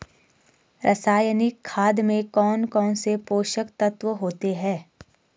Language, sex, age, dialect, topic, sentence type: Hindi, female, 25-30, Garhwali, agriculture, question